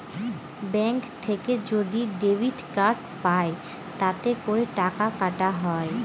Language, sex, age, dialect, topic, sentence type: Bengali, female, 18-24, Northern/Varendri, banking, statement